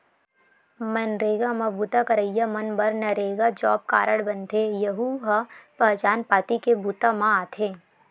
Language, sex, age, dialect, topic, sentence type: Chhattisgarhi, female, 18-24, Western/Budati/Khatahi, banking, statement